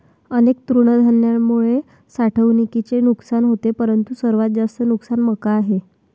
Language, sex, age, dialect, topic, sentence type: Marathi, female, 18-24, Varhadi, agriculture, statement